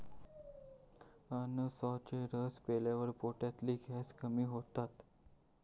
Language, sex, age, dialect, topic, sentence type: Marathi, male, 18-24, Southern Konkan, agriculture, statement